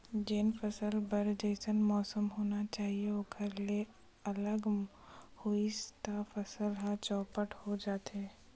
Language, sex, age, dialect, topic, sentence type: Chhattisgarhi, female, 25-30, Western/Budati/Khatahi, agriculture, statement